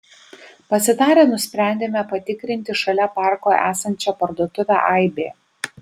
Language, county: Lithuanian, Vilnius